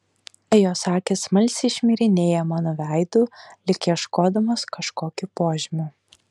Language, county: Lithuanian, Utena